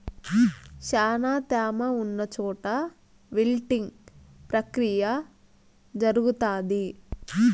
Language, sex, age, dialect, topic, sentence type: Telugu, female, 18-24, Southern, agriculture, statement